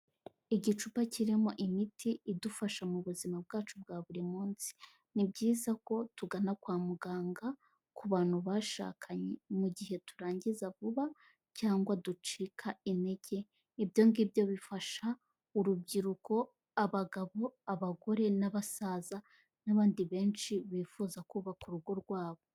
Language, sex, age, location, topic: Kinyarwanda, female, 18-24, Kigali, health